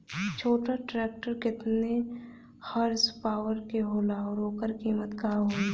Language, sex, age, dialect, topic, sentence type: Bhojpuri, female, 18-24, Western, agriculture, question